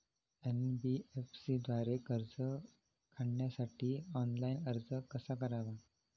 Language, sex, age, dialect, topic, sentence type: Marathi, male, 18-24, Standard Marathi, banking, question